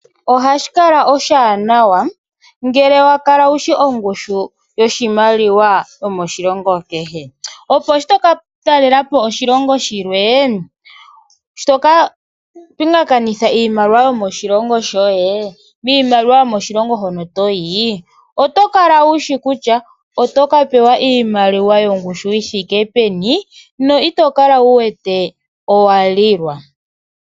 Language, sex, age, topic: Oshiwambo, male, 25-35, finance